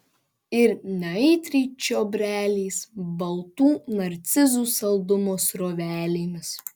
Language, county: Lithuanian, Panevėžys